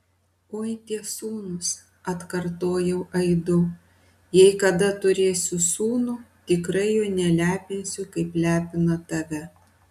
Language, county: Lithuanian, Vilnius